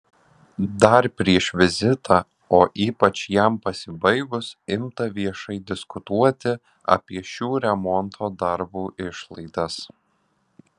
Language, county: Lithuanian, Alytus